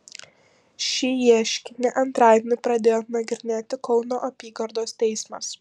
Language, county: Lithuanian, Panevėžys